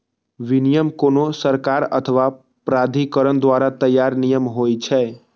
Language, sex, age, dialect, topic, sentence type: Maithili, male, 18-24, Eastern / Thethi, banking, statement